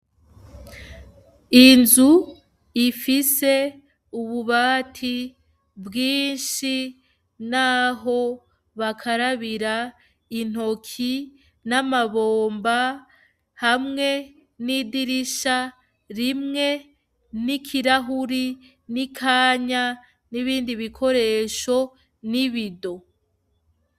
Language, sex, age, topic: Rundi, female, 25-35, education